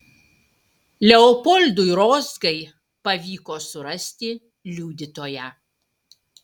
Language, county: Lithuanian, Utena